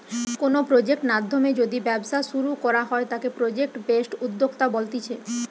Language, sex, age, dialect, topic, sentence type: Bengali, female, 18-24, Western, banking, statement